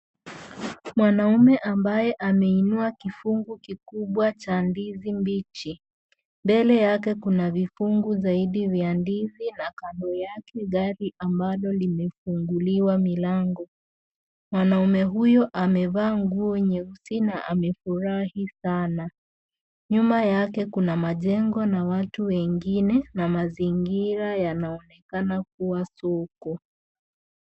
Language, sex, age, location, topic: Swahili, female, 25-35, Kisii, agriculture